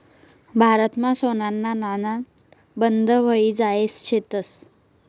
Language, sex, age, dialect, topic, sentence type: Marathi, female, 18-24, Northern Konkan, banking, statement